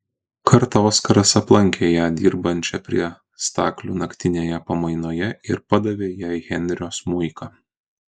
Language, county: Lithuanian, Kaunas